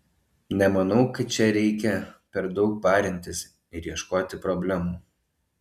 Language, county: Lithuanian, Alytus